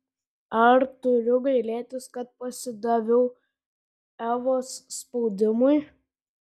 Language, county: Lithuanian, Šiauliai